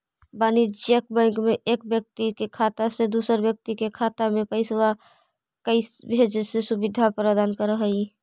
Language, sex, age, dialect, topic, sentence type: Magahi, female, 25-30, Central/Standard, banking, statement